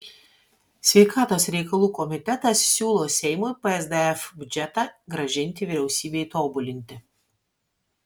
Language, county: Lithuanian, Vilnius